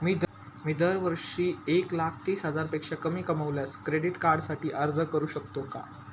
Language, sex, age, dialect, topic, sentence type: Marathi, male, 18-24, Standard Marathi, banking, question